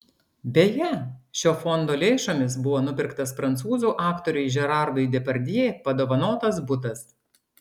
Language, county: Lithuanian, Klaipėda